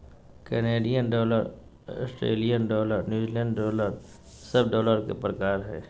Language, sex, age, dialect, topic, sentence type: Magahi, male, 18-24, Southern, banking, statement